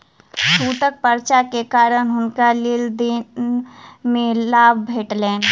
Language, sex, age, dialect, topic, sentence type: Maithili, female, 18-24, Southern/Standard, banking, statement